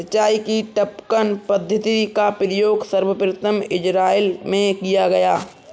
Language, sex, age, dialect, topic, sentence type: Hindi, male, 60-100, Kanauji Braj Bhasha, agriculture, statement